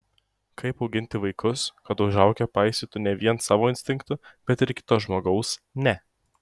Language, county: Lithuanian, Šiauliai